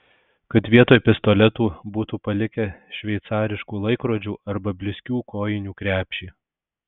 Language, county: Lithuanian, Alytus